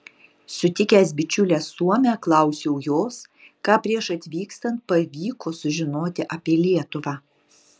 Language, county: Lithuanian, Utena